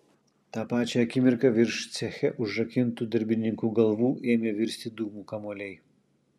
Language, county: Lithuanian, Kaunas